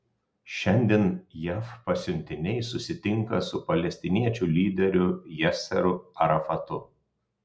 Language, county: Lithuanian, Telšiai